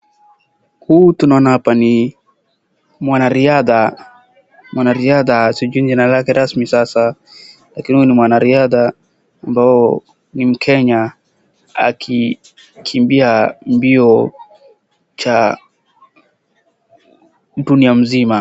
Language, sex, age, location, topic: Swahili, male, 18-24, Wajir, education